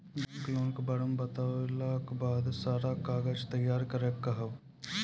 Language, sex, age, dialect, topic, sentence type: Maithili, male, 25-30, Angika, banking, question